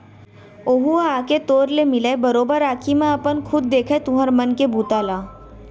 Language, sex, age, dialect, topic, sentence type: Chhattisgarhi, female, 18-24, Central, agriculture, statement